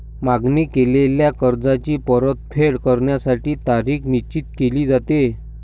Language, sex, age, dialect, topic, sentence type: Marathi, male, 60-100, Standard Marathi, banking, statement